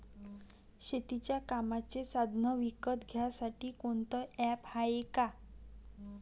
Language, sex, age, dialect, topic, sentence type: Marathi, female, 18-24, Varhadi, agriculture, question